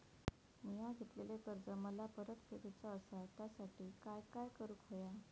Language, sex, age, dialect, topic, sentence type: Marathi, female, 18-24, Southern Konkan, banking, question